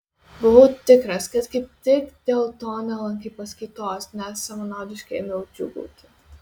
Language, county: Lithuanian, Kaunas